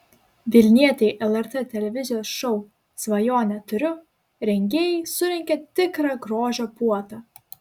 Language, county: Lithuanian, Klaipėda